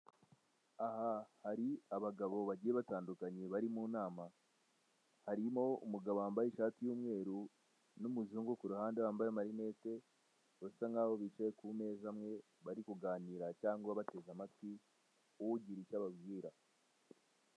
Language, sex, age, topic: Kinyarwanda, male, 18-24, government